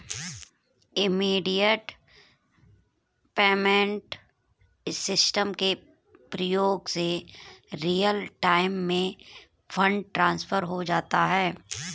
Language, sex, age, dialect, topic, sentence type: Hindi, female, 25-30, Marwari Dhudhari, banking, statement